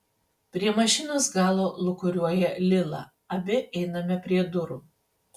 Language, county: Lithuanian, Panevėžys